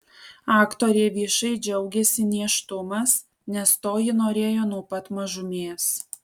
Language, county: Lithuanian, Alytus